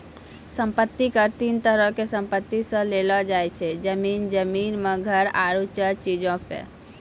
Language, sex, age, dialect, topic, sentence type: Maithili, female, 31-35, Angika, banking, statement